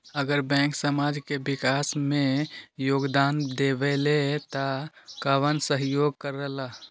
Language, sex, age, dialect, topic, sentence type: Magahi, male, 18-24, Western, banking, question